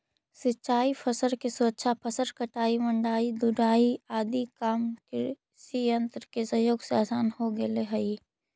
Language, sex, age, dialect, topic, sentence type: Magahi, female, 41-45, Central/Standard, banking, statement